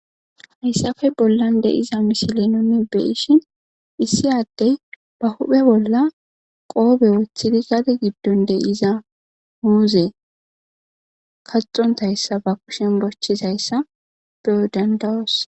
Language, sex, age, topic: Gamo, female, 18-24, agriculture